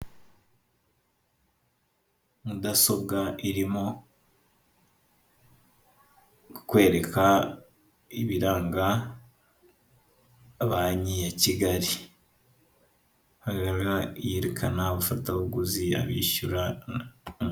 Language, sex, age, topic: Kinyarwanda, male, 18-24, finance